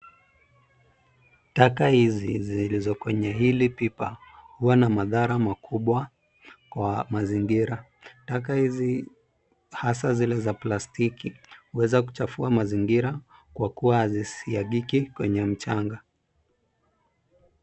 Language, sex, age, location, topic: Swahili, male, 25-35, Nairobi, government